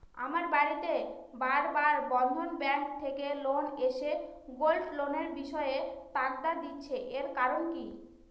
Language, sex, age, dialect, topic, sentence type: Bengali, female, 25-30, Northern/Varendri, banking, question